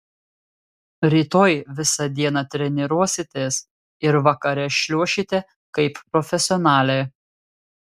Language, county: Lithuanian, Telšiai